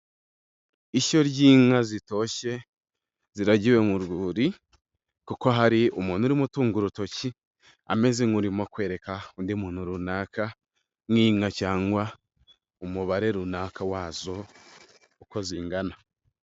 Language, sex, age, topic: Kinyarwanda, male, 18-24, agriculture